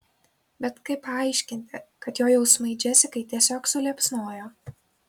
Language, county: Lithuanian, Kaunas